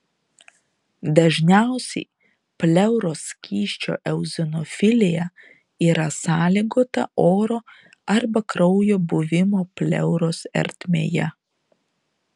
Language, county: Lithuanian, Šiauliai